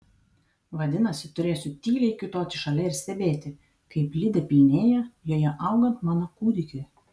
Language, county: Lithuanian, Vilnius